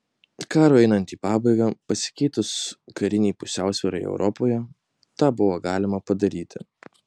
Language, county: Lithuanian, Kaunas